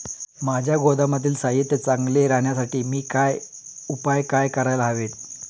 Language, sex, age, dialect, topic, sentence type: Marathi, male, 31-35, Standard Marathi, agriculture, question